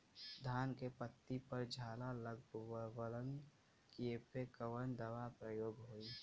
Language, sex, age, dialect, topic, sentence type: Bhojpuri, male, 18-24, Western, agriculture, question